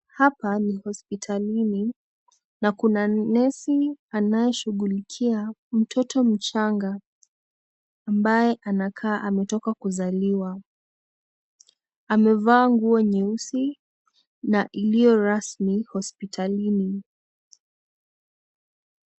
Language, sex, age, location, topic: Swahili, female, 18-24, Nakuru, health